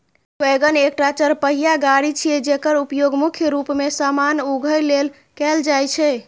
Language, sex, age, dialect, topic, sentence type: Maithili, female, 25-30, Eastern / Thethi, agriculture, statement